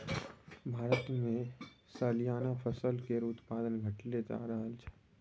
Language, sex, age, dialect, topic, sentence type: Maithili, male, 18-24, Bajjika, agriculture, statement